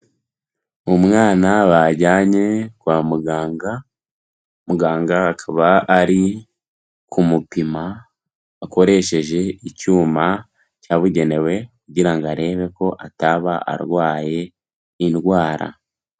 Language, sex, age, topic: Kinyarwanda, male, 18-24, health